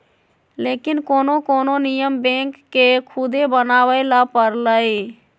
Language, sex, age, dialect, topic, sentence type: Magahi, female, 18-24, Western, banking, statement